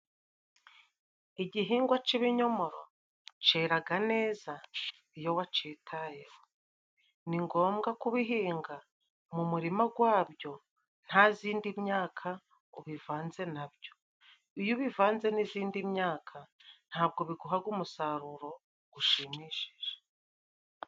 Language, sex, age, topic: Kinyarwanda, female, 36-49, agriculture